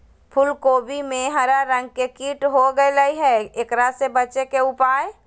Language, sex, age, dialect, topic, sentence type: Magahi, female, 31-35, Southern, agriculture, question